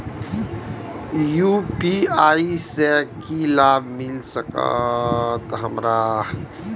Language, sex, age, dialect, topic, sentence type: Maithili, male, 41-45, Eastern / Thethi, banking, question